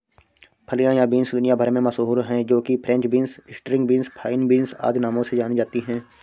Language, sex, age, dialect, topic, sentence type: Hindi, male, 25-30, Awadhi Bundeli, agriculture, statement